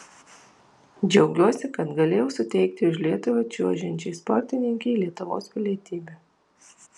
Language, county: Lithuanian, Alytus